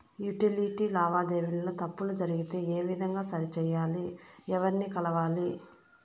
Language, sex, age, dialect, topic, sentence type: Telugu, female, 25-30, Southern, banking, question